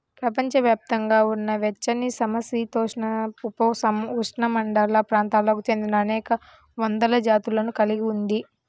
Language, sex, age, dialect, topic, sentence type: Telugu, female, 18-24, Central/Coastal, agriculture, statement